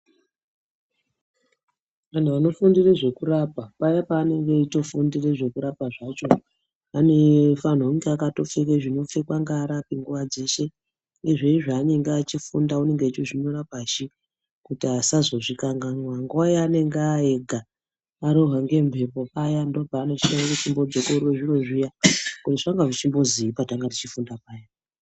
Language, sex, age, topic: Ndau, female, 36-49, health